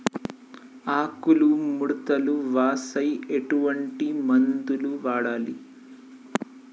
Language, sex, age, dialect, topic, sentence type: Telugu, male, 18-24, Telangana, agriculture, question